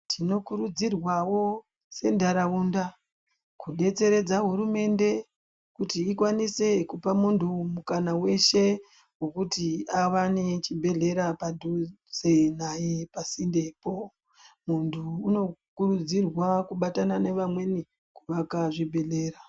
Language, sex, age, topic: Ndau, female, 25-35, health